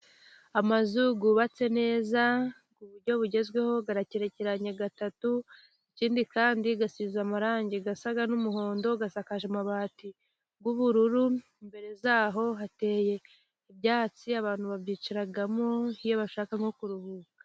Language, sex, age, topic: Kinyarwanda, female, 25-35, government